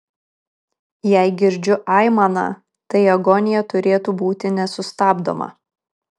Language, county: Lithuanian, Kaunas